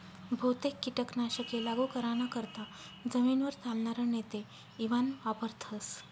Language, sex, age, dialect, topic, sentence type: Marathi, female, 18-24, Northern Konkan, agriculture, statement